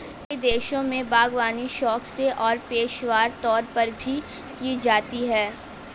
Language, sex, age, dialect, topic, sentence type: Hindi, female, 18-24, Hindustani Malvi Khadi Boli, agriculture, statement